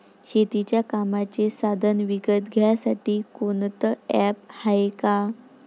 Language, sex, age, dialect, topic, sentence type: Marathi, female, 46-50, Varhadi, agriculture, question